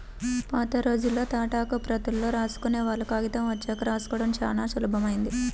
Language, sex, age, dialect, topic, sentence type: Telugu, male, 36-40, Central/Coastal, agriculture, statement